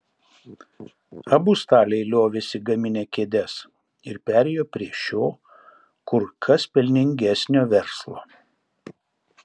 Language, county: Lithuanian, Šiauliai